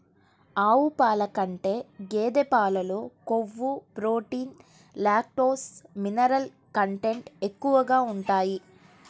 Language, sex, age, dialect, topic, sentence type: Telugu, male, 31-35, Central/Coastal, agriculture, statement